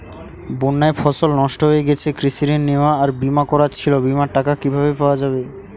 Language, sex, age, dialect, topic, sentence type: Bengali, male, 18-24, Northern/Varendri, banking, question